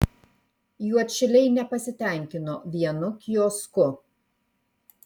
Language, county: Lithuanian, Kaunas